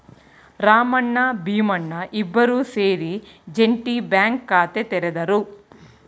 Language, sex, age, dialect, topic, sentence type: Kannada, female, 41-45, Mysore Kannada, banking, statement